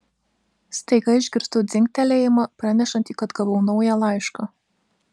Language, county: Lithuanian, Vilnius